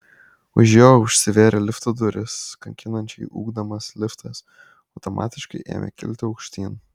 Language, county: Lithuanian, Kaunas